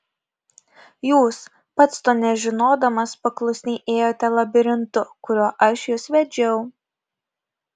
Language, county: Lithuanian, Kaunas